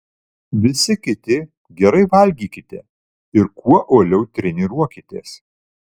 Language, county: Lithuanian, Vilnius